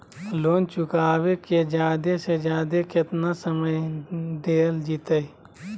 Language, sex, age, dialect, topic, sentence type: Magahi, male, 25-30, Southern, banking, question